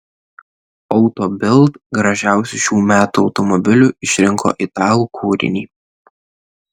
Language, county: Lithuanian, Kaunas